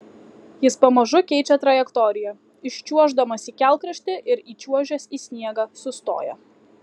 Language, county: Lithuanian, Kaunas